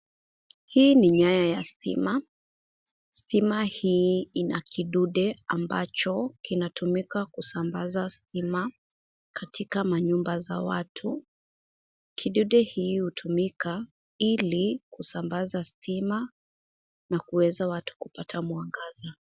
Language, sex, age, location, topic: Swahili, female, 25-35, Nairobi, government